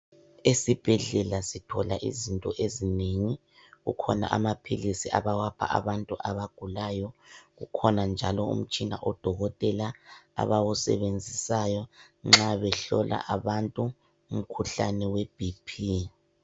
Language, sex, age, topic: North Ndebele, male, 25-35, health